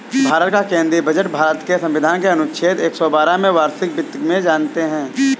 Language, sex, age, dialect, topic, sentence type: Hindi, male, 18-24, Awadhi Bundeli, banking, statement